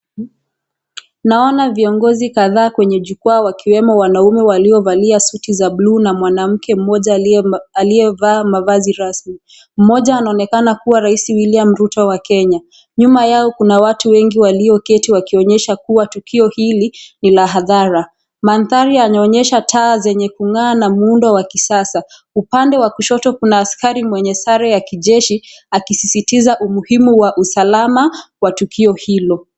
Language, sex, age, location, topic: Swahili, female, 18-24, Kisii, government